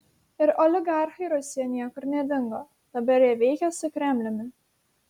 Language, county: Lithuanian, Šiauliai